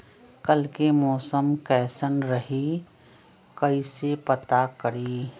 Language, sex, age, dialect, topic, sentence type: Magahi, female, 60-100, Western, agriculture, question